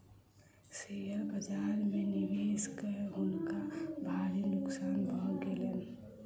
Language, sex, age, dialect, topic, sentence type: Maithili, female, 18-24, Southern/Standard, banking, statement